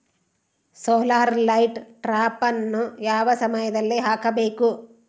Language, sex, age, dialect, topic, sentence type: Kannada, female, 36-40, Central, agriculture, question